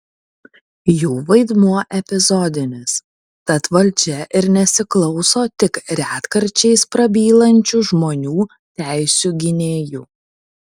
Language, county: Lithuanian, Kaunas